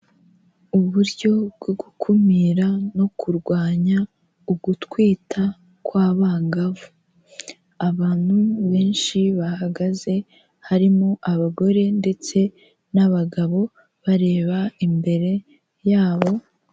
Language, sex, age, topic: Kinyarwanda, female, 18-24, health